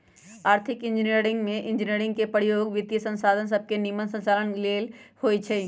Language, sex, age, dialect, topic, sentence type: Magahi, female, 56-60, Western, banking, statement